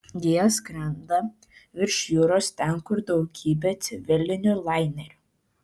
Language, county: Lithuanian, Vilnius